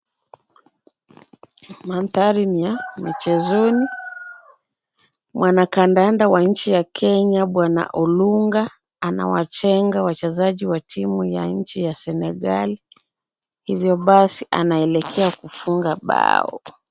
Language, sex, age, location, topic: Swahili, female, 25-35, Kisumu, government